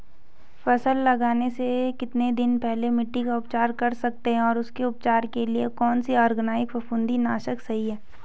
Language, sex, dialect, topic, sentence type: Hindi, female, Garhwali, agriculture, question